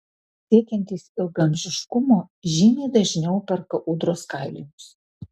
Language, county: Lithuanian, Alytus